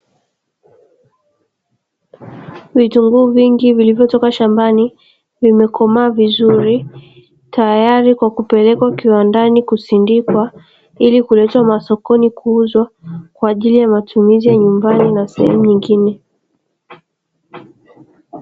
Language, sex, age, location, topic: Swahili, female, 18-24, Dar es Salaam, agriculture